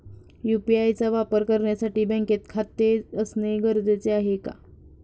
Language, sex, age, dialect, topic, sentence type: Marathi, female, 41-45, Standard Marathi, banking, question